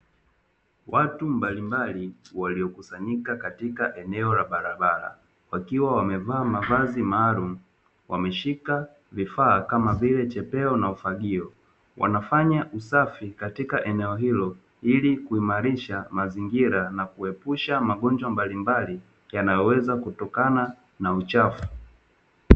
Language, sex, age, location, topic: Swahili, male, 18-24, Dar es Salaam, government